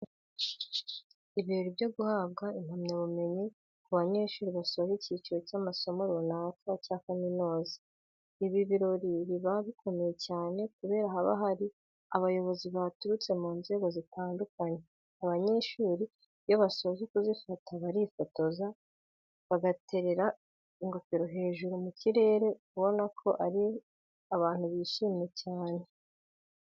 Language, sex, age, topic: Kinyarwanda, female, 18-24, education